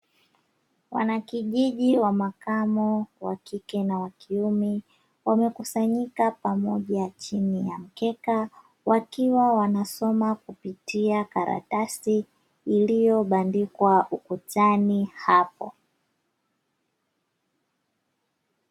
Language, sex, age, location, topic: Swahili, female, 25-35, Dar es Salaam, education